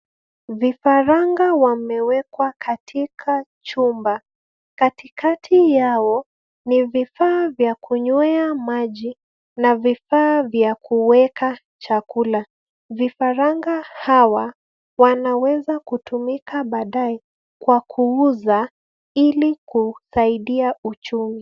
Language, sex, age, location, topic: Swahili, female, 25-35, Nairobi, agriculture